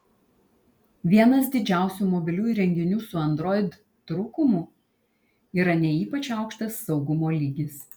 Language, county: Lithuanian, Kaunas